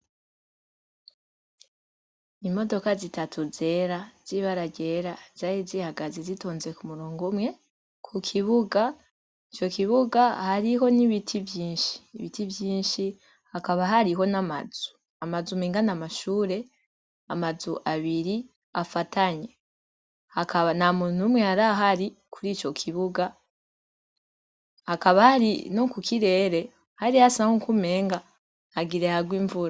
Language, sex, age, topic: Rundi, female, 25-35, education